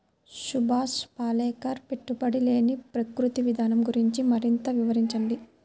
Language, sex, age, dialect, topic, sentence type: Telugu, male, 60-100, Central/Coastal, agriculture, question